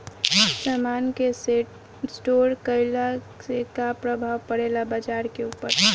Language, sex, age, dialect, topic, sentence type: Bhojpuri, female, 18-24, Southern / Standard, agriculture, question